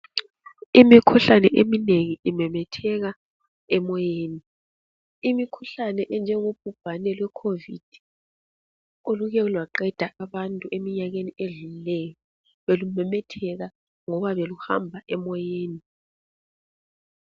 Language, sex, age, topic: North Ndebele, female, 25-35, health